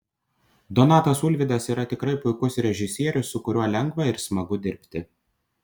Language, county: Lithuanian, Panevėžys